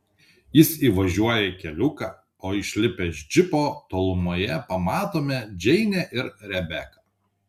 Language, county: Lithuanian, Panevėžys